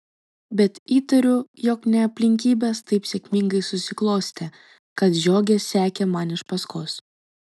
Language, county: Lithuanian, Vilnius